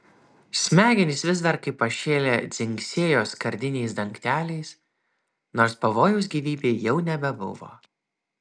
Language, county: Lithuanian, Vilnius